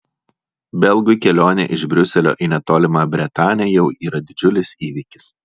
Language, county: Lithuanian, Alytus